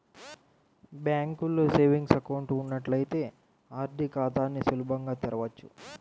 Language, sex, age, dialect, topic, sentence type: Telugu, male, 18-24, Central/Coastal, banking, statement